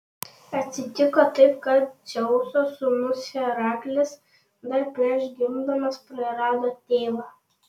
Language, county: Lithuanian, Panevėžys